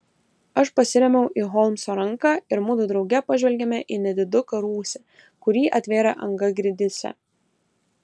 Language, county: Lithuanian, Kaunas